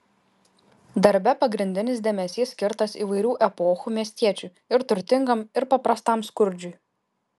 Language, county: Lithuanian, Kaunas